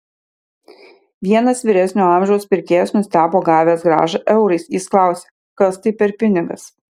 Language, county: Lithuanian, Kaunas